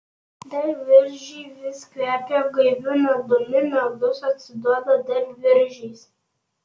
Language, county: Lithuanian, Panevėžys